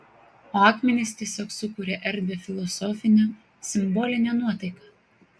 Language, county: Lithuanian, Kaunas